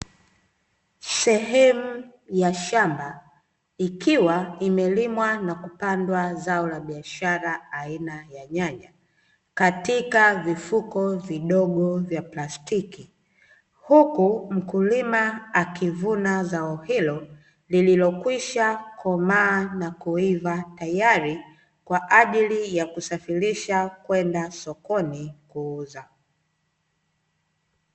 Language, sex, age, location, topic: Swahili, female, 25-35, Dar es Salaam, agriculture